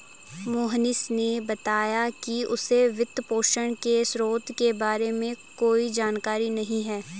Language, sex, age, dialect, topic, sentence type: Hindi, female, 18-24, Garhwali, banking, statement